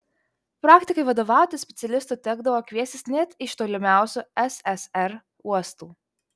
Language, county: Lithuanian, Vilnius